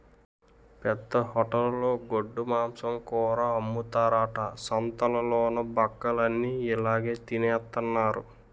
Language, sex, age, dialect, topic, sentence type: Telugu, male, 18-24, Utterandhra, agriculture, statement